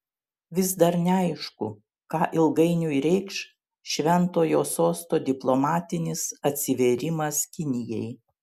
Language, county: Lithuanian, Šiauliai